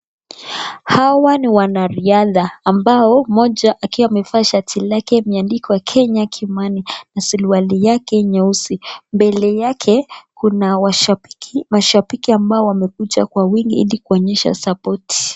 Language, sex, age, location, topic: Swahili, female, 25-35, Nakuru, education